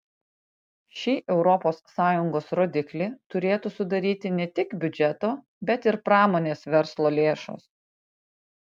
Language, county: Lithuanian, Panevėžys